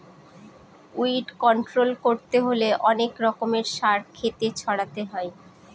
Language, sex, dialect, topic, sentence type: Bengali, female, Northern/Varendri, agriculture, statement